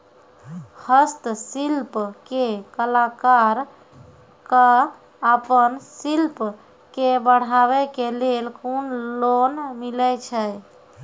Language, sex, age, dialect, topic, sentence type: Maithili, female, 25-30, Angika, banking, question